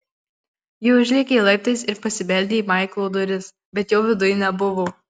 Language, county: Lithuanian, Marijampolė